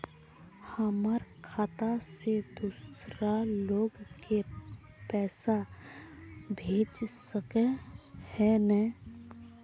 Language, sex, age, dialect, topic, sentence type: Magahi, female, 18-24, Northeastern/Surjapuri, banking, question